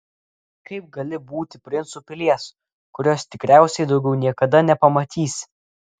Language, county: Lithuanian, Klaipėda